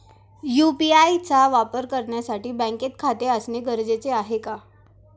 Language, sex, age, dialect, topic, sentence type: Marathi, female, 18-24, Standard Marathi, banking, question